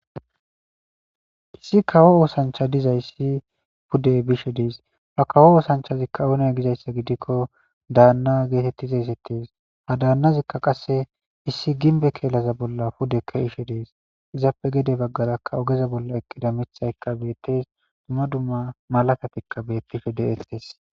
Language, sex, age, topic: Gamo, male, 18-24, government